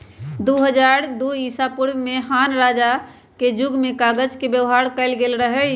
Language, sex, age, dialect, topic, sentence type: Magahi, male, 18-24, Western, agriculture, statement